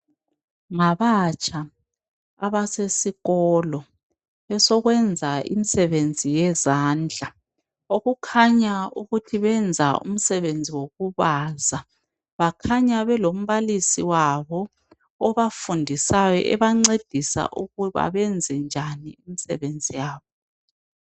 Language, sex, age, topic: North Ndebele, female, 36-49, education